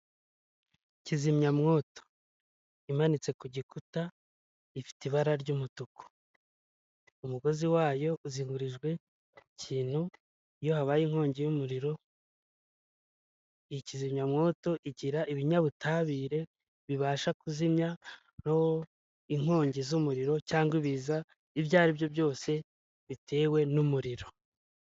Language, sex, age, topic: Kinyarwanda, male, 25-35, government